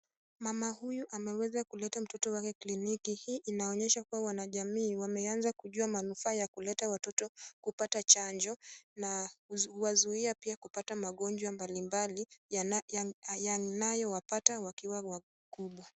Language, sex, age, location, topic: Swahili, female, 18-24, Kisumu, health